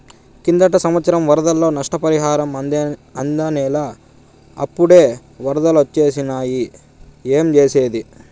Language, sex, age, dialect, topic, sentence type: Telugu, male, 18-24, Southern, banking, statement